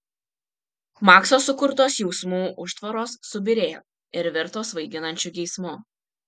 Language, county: Lithuanian, Kaunas